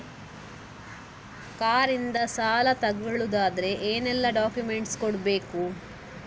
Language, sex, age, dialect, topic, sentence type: Kannada, female, 60-100, Coastal/Dakshin, banking, question